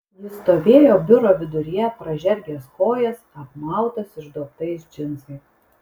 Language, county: Lithuanian, Kaunas